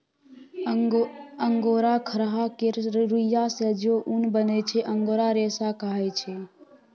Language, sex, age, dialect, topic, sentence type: Maithili, female, 18-24, Bajjika, agriculture, statement